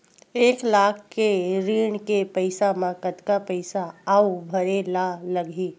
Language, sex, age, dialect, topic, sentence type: Chhattisgarhi, female, 51-55, Western/Budati/Khatahi, banking, question